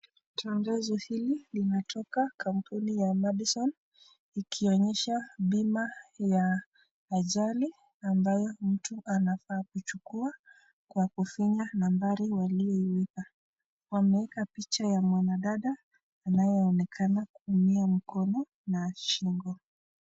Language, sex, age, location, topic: Swahili, female, 36-49, Nakuru, finance